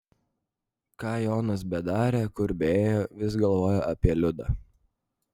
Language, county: Lithuanian, Vilnius